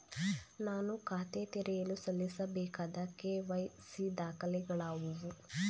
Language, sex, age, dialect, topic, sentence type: Kannada, female, 18-24, Mysore Kannada, banking, question